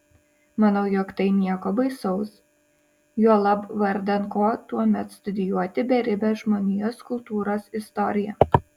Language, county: Lithuanian, Šiauliai